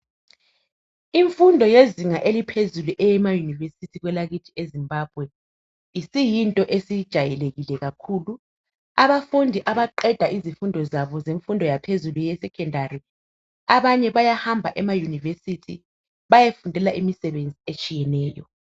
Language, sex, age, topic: North Ndebele, female, 25-35, education